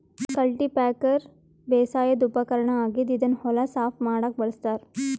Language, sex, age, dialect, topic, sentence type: Kannada, female, 18-24, Northeastern, agriculture, statement